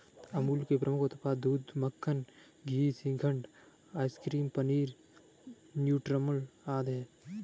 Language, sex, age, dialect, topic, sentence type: Hindi, male, 18-24, Kanauji Braj Bhasha, agriculture, statement